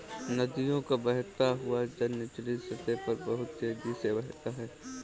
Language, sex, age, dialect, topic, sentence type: Hindi, male, 18-24, Kanauji Braj Bhasha, agriculture, statement